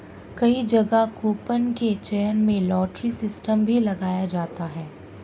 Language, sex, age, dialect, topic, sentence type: Hindi, female, 18-24, Marwari Dhudhari, banking, statement